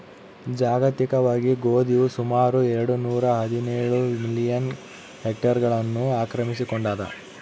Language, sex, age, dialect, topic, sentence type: Kannada, male, 18-24, Central, agriculture, statement